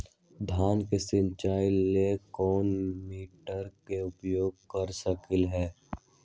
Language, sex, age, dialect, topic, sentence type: Magahi, male, 18-24, Western, agriculture, question